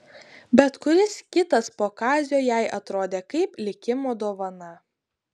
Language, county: Lithuanian, Utena